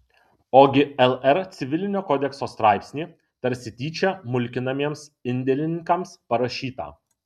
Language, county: Lithuanian, Kaunas